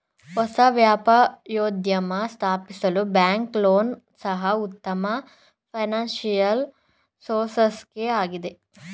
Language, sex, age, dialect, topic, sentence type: Kannada, male, 41-45, Mysore Kannada, banking, statement